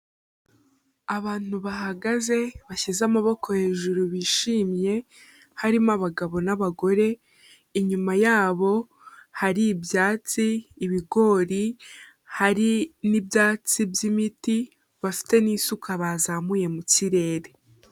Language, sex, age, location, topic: Kinyarwanda, female, 18-24, Kigali, health